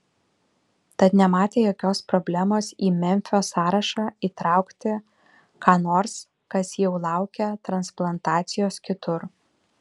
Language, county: Lithuanian, Vilnius